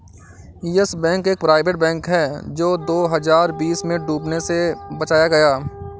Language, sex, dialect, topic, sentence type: Hindi, male, Awadhi Bundeli, banking, statement